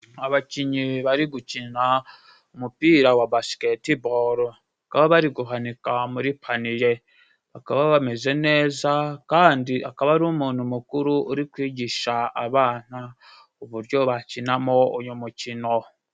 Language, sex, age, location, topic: Kinyarwanda, male, 25-35, Musanze, government